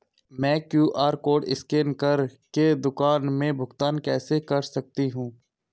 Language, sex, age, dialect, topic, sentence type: Hindi, male, 31-35, Hindustani Malvi Khadi Boli, banking, question